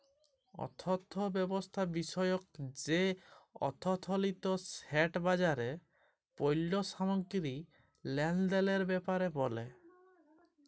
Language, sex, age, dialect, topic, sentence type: Bengali, male, 18-24, Jharkhandi, banking, statement